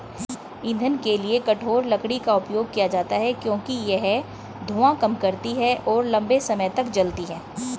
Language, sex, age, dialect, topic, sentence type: Hindi, female, 41-45, Hindustani Malvi Khadi Boli, agriculture, statement